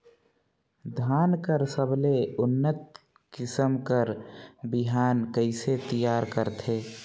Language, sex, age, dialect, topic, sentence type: Chhattisgarhi, male, 46-50, Northern/Bhandar, agriculture, question